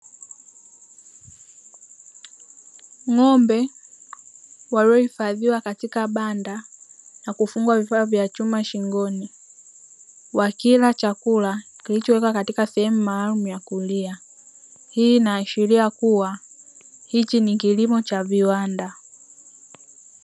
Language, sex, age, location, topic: Swahili, female, 18-24, Dar es Salaam, agriculture